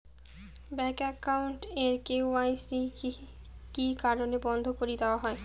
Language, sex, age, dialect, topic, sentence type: Bengali, female, 31-35, Rajbangshi, banking, question